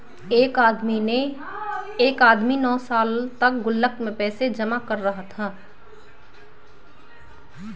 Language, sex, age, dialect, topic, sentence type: Hindi, male, 25-30, Hindustani Malvi Khadi Boli, banking, statement